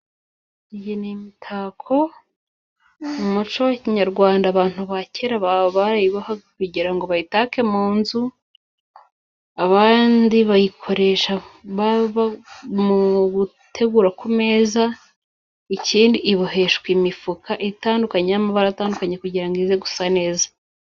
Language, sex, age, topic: Kinyarwanda, female, 25-35, government